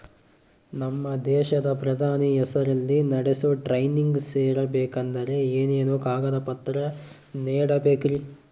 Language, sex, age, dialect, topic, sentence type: Kannada, male, 41-45, Central, banking, question